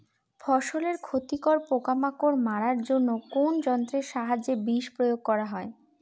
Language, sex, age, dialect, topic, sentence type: Bengali, female, 18-24, Northern/Varendri, agriculture, question